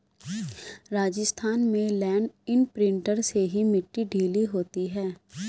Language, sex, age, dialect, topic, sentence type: Hindi, female, 25-30, Hindustani Malvi Khadi Boli, agriculture, statement